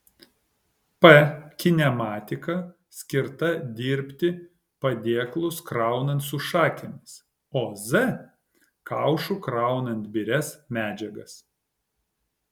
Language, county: Lithuanian, Kaunas